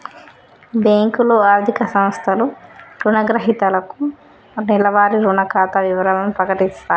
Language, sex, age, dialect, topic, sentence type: Telugu, female, 31-35, Telangana, banking, statement